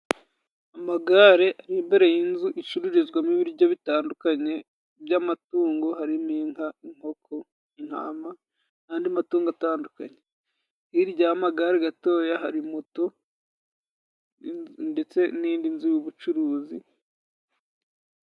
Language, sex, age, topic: Kinyarwanda, male, 18-24, finance